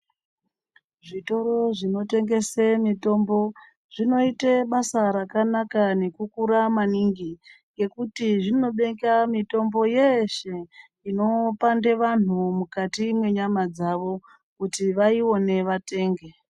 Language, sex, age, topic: Ndau, male, 36-49, health